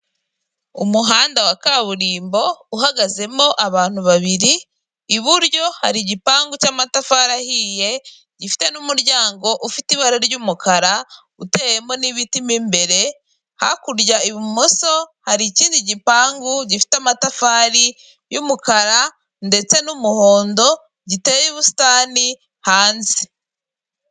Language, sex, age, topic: Kinyarwanda, female, 18-24, government